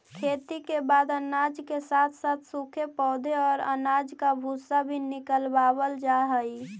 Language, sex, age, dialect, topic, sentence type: Magahi, female, 18-24, Central/Standard, agriculture, statement